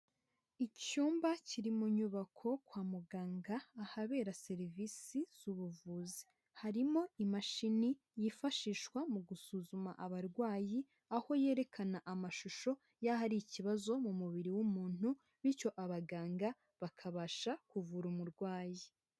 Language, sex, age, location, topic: Kinyarwanda, female, 25-35, Huye, health